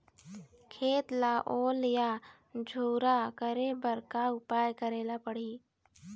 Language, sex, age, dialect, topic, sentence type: Chhattisgarhi, female, 18-24, Eastern, agriculture, question